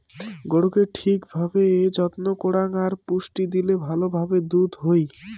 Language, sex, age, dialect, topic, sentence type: Bengali, female, <18, Rajbangshi, agriculture, statement